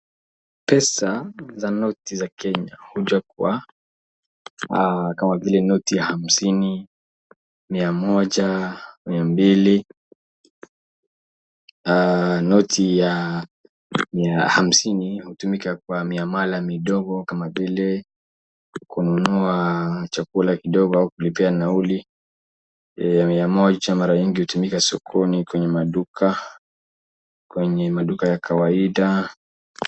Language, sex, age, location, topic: Swahili, male, 25-35, Wajir, finance